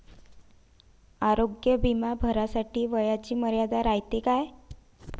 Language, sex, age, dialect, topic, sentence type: Marathi, female, 25-30, Varhadi, banking, question